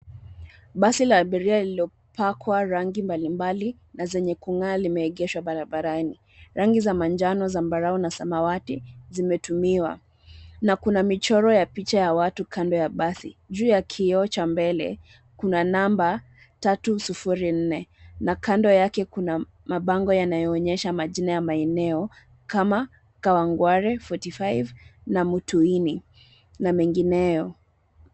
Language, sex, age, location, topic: Swahili, female, 25-35, Nairobi, government